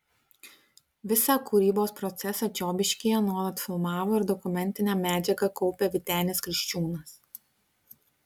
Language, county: Lithuanian, Vilnius